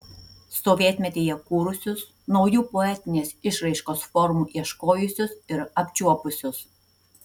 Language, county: Lithuanian, Tauragė